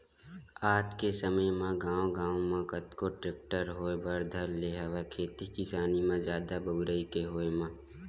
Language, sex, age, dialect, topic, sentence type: Chhattisgarhi, male, 18-24, Western/Budati/Khatahi, agriculture, statement